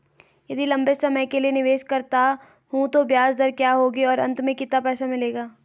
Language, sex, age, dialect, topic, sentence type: Hindi, female, 18-24, Garhwali, banking, question